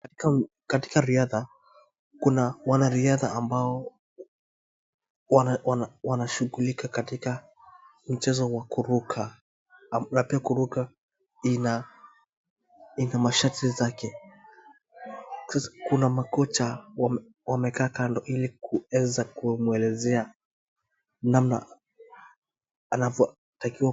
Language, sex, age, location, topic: Swahili, male, 25-35, Wajir, government